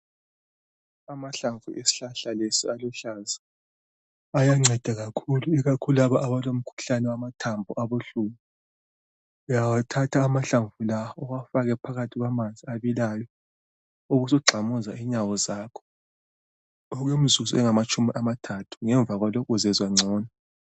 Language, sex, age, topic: North Ndebele, male, 36-49, health